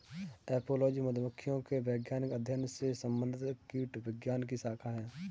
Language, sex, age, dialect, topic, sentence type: Hindi, male, 18-24, Kanauji Braj Bhasha, agriculture, statement